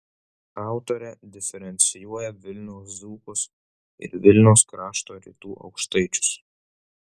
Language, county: Lithuanian, Vilnius